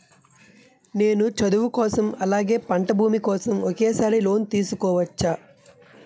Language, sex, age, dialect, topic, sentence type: Telugu, male, 25-30, Utterandhra, banking, question